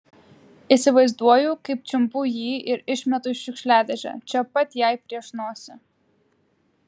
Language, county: Lithuanian, Klaipėda